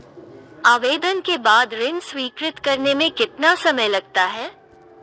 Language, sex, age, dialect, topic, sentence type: Hindi, female, 18-24, Marwari Dhudhari, banking, question